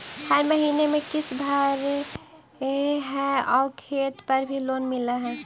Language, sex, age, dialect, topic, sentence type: Magahi, female, 18-24, Central/Standard, banking, question